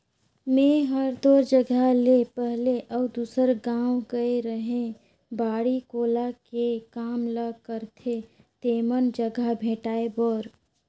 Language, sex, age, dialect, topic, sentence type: Chhattisgarhi, female, 36-40, Northern/Bhandar, agriculture, statement